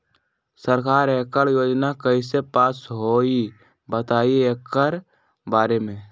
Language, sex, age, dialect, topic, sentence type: Magahi, male, 18-24, Western, agriculture, question